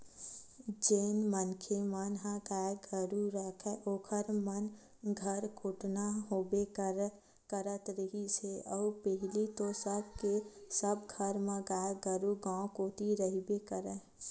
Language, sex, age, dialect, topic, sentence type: Chhattisgarhi, female, 18-24, Western/Budati/Khatahi, agriculture, statement